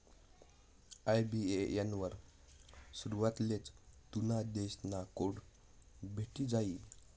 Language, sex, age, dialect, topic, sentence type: Marathi, male, 18-24, Northern Konkan, banking, statement